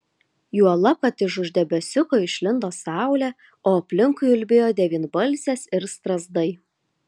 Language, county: Lithuanian, Kaunas